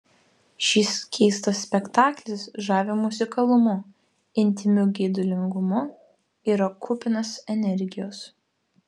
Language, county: Lithuanian, Vilnius